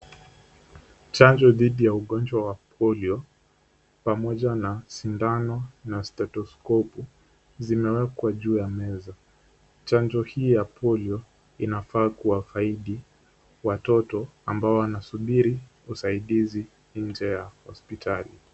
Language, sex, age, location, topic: Swahili, male, 18-24, Kisumu, health